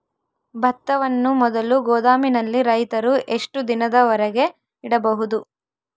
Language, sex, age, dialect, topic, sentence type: Kannada, female, 18-24, Central, agriculture, question